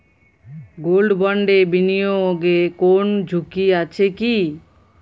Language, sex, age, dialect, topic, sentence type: Bengali, female, 31-35, Jharkhandi, banking, question